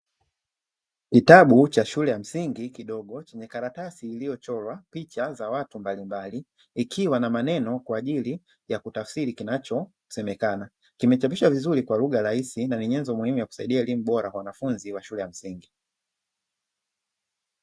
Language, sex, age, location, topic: Swahili, male, 25-35, Dar es Salaam, education